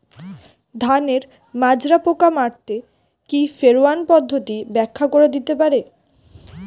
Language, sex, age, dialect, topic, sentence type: Bengali, female, 18-24, Standard Colloquial, agriculture, question